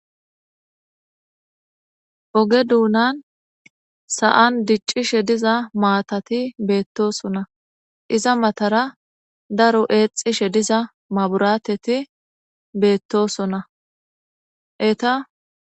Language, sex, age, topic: Gamo, female, 25-35, government